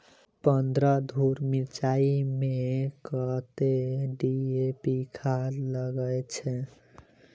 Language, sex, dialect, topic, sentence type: Maithili, male, Southern/Standard, agriculture, question